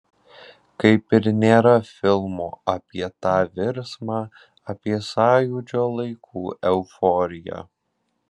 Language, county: Lithuanian, Alytus